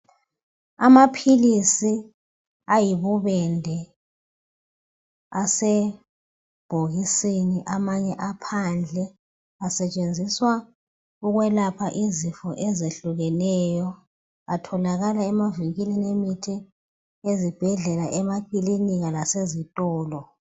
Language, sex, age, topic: North Ndebele, female, 36-49, health